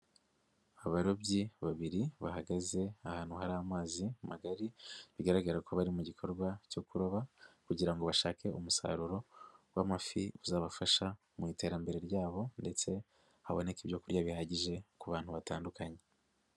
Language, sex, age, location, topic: Kinyarwanda, female, 50+, Nyagatare, agriculture